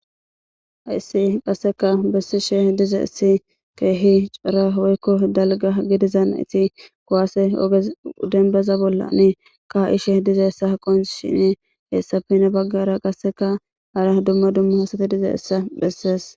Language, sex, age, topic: Gamo, female, 18-24, government